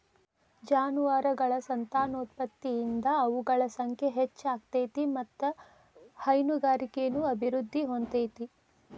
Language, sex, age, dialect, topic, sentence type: Kannada, female, 25-30, Dharwad Kannada, agriculture, statement